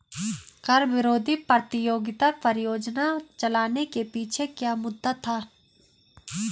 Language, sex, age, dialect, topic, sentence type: Hindi, female, 25-30, Garhwali, banking, statement